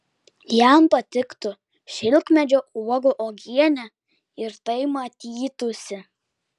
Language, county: Lithuanian, Klaipėda